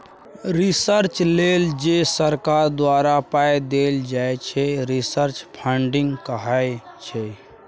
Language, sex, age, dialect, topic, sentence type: Maithili, male, 56-60, Bajjika, banking, statement